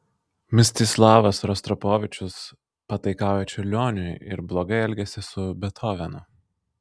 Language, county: Lithuanian, Vilnius